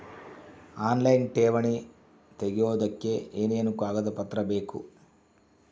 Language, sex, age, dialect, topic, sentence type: Kannada, male, 51-55, Central, banking, question